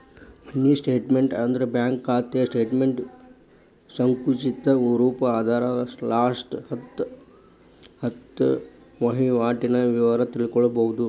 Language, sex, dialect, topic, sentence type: Kannada, male, Dharwad Kannada, banking, statement